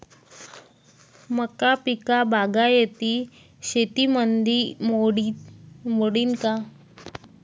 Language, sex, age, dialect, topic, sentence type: Marathi, female, 25-30, Varhadi, agriculture, question